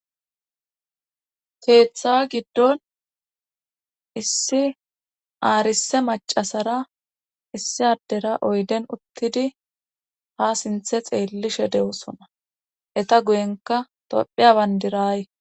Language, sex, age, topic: Gamo, female, 25-35, government